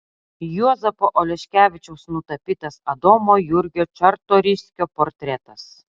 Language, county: Lithuanian, Utena